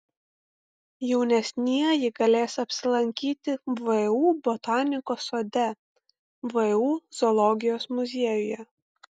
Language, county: Lithuanian, Kaunas